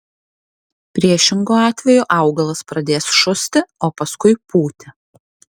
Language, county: Lithuanian, Alytus